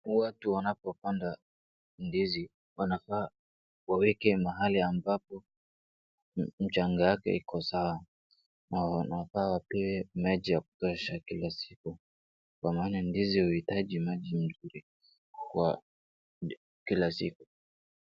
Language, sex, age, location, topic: Swahili, male, 18-24, Wajir, agriculture